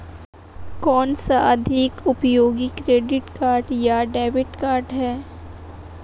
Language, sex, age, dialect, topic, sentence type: Hindi, female, 18-24, Marwari Dhudhari, banking, question